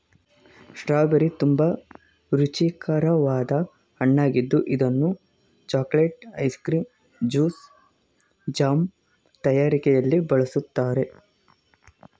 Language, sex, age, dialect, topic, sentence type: Kannada, male, 18-24, Mysore Kannada, agriculture, statement